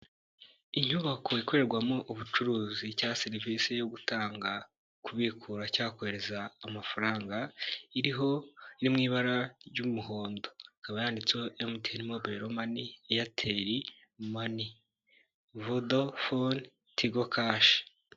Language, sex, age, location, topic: Kinyarwanda, male, 18-24, Nyagatare, finance